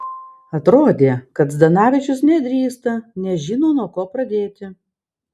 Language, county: Lithuanian, Vilnius